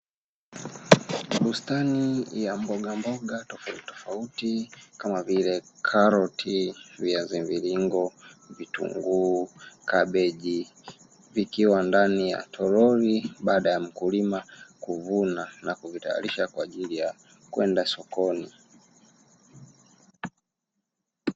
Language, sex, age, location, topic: Swahili, male, 18-24, Dar es Salaam, agriculture